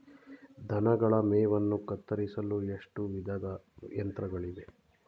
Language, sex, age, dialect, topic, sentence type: Kannada, male, 31-35, Mysore Kannada, agriculture, question